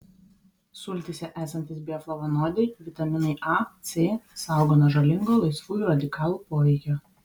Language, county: Lithuanian, Vilnius